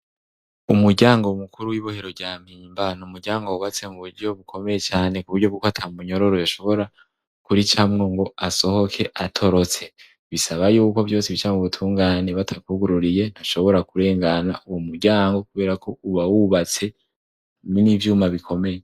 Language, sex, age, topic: Rundi, male, 18-24, education